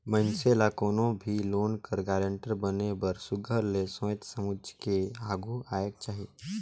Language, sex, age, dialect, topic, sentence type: Chhattisgarhi, male, 18-24, Northern/Bhandar, banking, statement